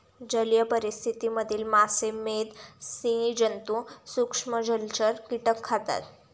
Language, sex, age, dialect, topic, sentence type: Marathi, female, 18-24, Standard Marathi, agriculture, statement